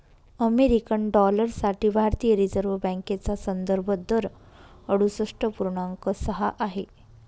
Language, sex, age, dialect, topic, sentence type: Marathi, female, 31-35, Northern Konkan, banking, statement